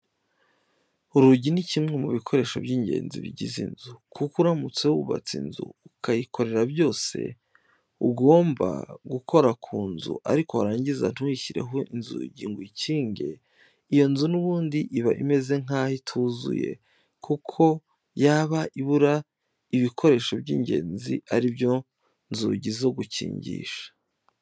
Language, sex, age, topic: Kinyarwanda, male, 25-35, education